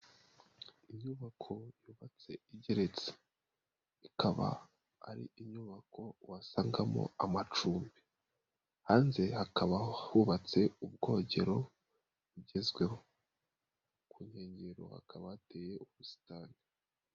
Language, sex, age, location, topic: Kinyarwanda, male, 18-24, Nyagatare, finance